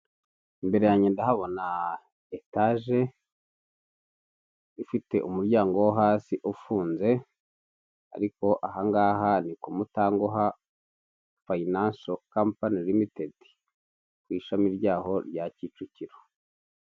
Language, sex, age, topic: Kinyarwanda, male, 25-35, finance